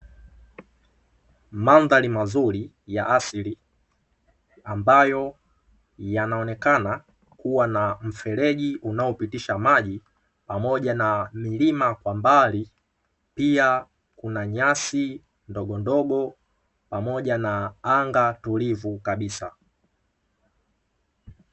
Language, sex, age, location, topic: Swahili, male, 18-24, Dar es Salaam, agriculture